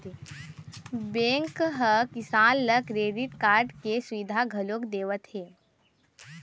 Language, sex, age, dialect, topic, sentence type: Chhattisgarhi, male, 41-45, Eastern, banking, statement